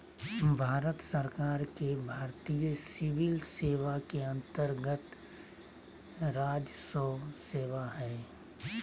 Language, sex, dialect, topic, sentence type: Magahi, male, Southern, banking, statement